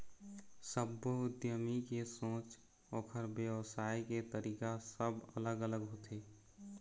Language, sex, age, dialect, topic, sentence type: Chhattisgarhi, male, 25-30, Eastern, banking, statement